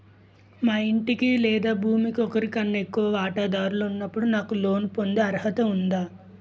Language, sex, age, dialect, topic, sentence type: Telugu, male, 25-30, Utterandhra, banking, question